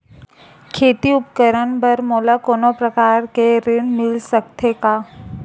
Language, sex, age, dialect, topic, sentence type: Chhattisgarhi, female, 41-45, Western/Budati/Khatahi, banking, question